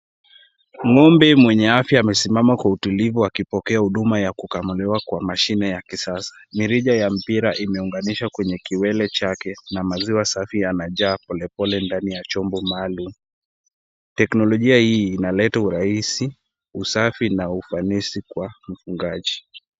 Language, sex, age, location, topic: Swahili, male, 18-24, Kisumu, agriculture